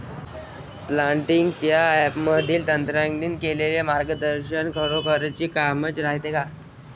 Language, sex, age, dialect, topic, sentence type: Marathi, male, 18-24, Varhadi, agriculture, question